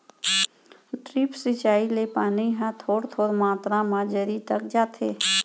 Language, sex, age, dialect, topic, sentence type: Chhattisgarhi, female, 41-45, Central, agriculture, statement